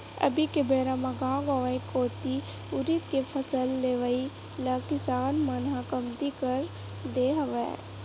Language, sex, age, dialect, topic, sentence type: Chhattisgarhi, female, 18-24, Western/Budati/Khatahi, agriculture, statement